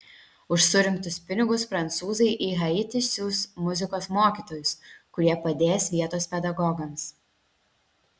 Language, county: Lithuanian, Vilnius